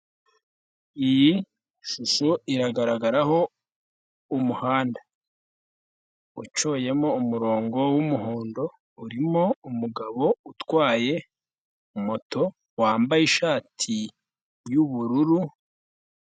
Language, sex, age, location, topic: Kinyarwanda, male, 18-24, Nyagatare, finance